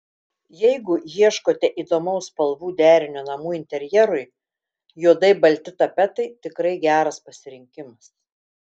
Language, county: Lithuanian, Telšiai